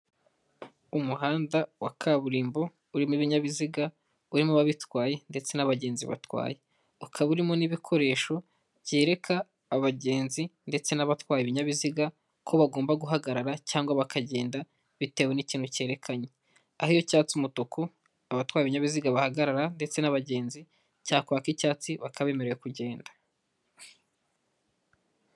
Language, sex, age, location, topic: Kinyarwanda, male, 18-24, Huye, government